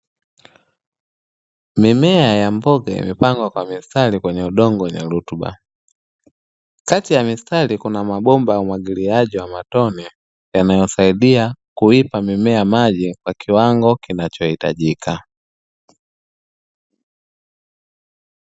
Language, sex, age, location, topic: Swahili, male, 25-35, Dar es Salaam, agriculture